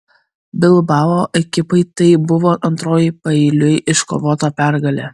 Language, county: Lithuanian, Kaunas